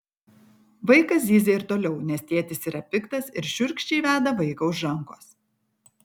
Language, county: Lithuanian, Kaunas